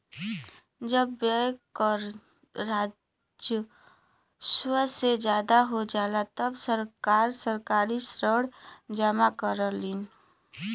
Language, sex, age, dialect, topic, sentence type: Bhojpuri, female, 25-30, Western, banking, statement